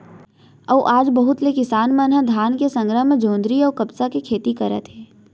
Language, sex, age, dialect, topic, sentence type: Chhattisgarhi, female, 18-24, Central, agriculture, statement